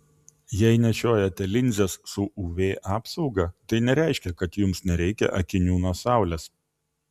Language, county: Lithuanian, Vilnius